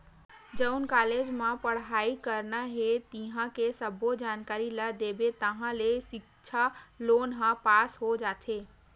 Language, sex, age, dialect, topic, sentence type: Chhattisgarhi, female, 18-24, Western/Budati/Khatahi, banking, statement